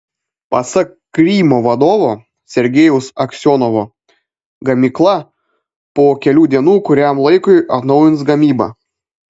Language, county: Lithuanian, Panevėžys